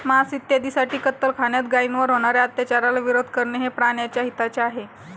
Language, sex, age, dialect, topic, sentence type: Marathi, female, 18-24, Standard Marathi, agriculture, statement